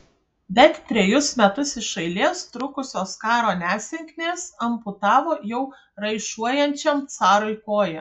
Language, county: Lithuanian, Kaunas